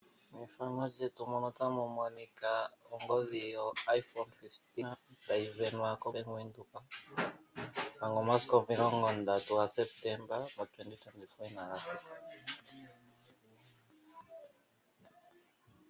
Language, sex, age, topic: Oshiwambo, male, 36-49, finance